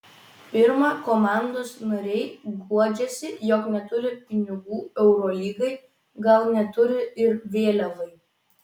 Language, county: Lithuanian, Vilnius